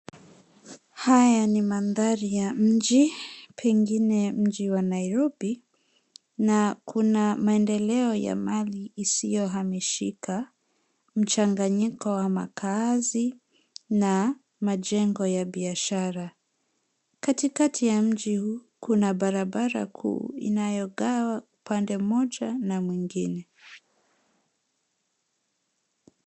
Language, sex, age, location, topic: Swahili, female, 25-35, Nairobi, finance